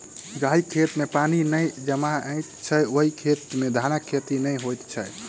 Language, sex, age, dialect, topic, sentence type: Maithili, male, 18-24, Southern/Standard, agriculture, statement